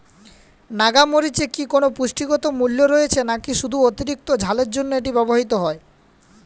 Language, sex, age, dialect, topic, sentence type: Bengali, male, 18-24, Jharkhandi, agriculture, question